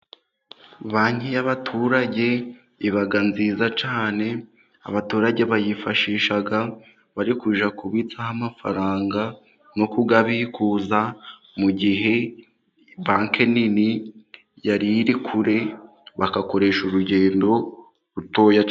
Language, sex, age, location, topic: Kinyarwanda, male, 18-24, Musanze, finance